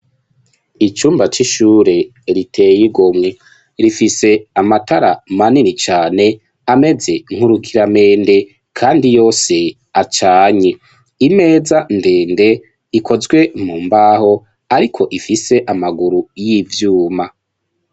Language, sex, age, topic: Rundi, male, 25-35, education